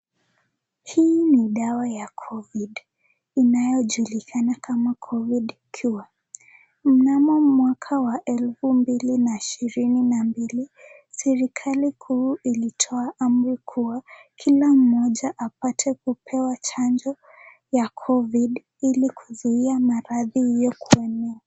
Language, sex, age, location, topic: Swahili, female, 18-24, Nakuru, health